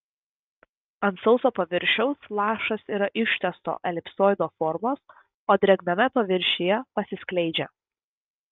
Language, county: Lithuanian, Vilnius